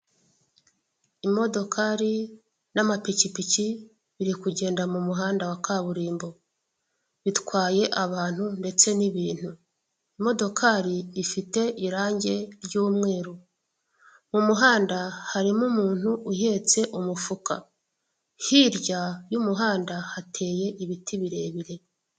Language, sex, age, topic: Kinyarwanda, female, 36-49, government